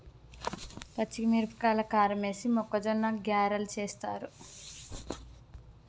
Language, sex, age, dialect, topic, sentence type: Telugu, female, 25-30, Telangana, agriculture, statement